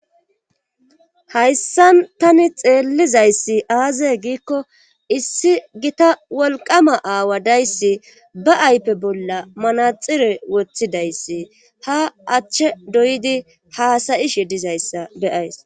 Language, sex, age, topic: Gamo, female, 25-35, government